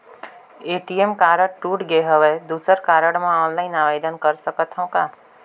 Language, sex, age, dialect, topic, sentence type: Chhattisgarhi, female, 25-30, Northern/Bhandar, banking, question